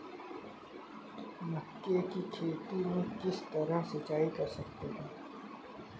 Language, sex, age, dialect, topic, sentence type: Hindi, male, 18-24, Kanauji Braj Bhasha, agriculture, question